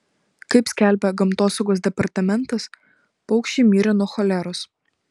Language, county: Lithuanian, Vilnius